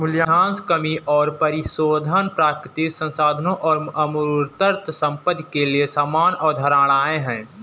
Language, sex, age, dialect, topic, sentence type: Hindi, male, 18-24, Marwari Dhudhari, banking, statement